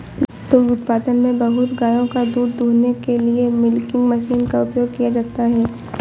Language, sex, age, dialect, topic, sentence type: Hindi, female, 18-24, Awadhi Bundeli, agriculture, statement